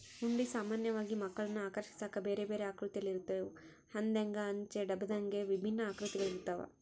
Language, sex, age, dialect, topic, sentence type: Kannada, female, 18-24, Central, banking, statement